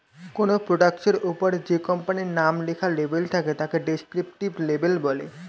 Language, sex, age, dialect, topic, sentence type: Bengali, male, 18-24, Standard Colloquial, banking, statement